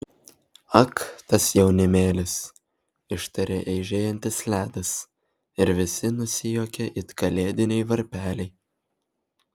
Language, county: Lithuanian, Vilnius